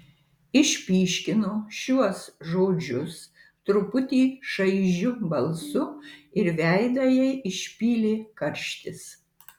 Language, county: Lithuanian, Marijampolė